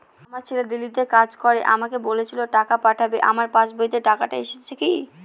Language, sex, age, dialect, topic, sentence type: Bengali, female, 31-35, Northern/Varendri, banking, question